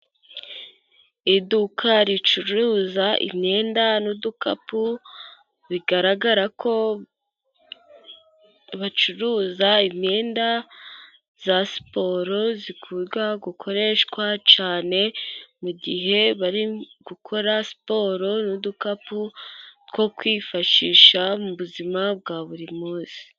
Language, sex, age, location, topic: Kinyarwanda, female, 18-24, Musanze, finance